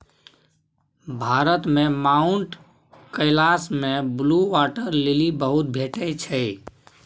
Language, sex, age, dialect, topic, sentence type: Maithili, male, 18-24, Bajjika, agriculture, statement